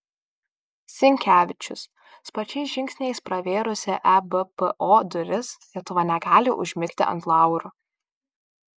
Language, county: Lithuanian, Kaunas